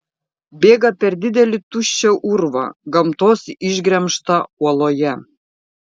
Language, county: Lithuanian, Šiauliai